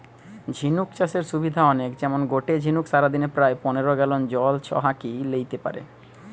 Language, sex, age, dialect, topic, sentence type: Bengali, male, 31-35, Western, agriculture, statement